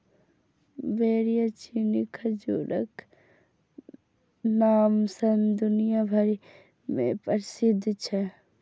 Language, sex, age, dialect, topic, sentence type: Maithili, female, 41-45, Eastern / Thethi, agriculture, statement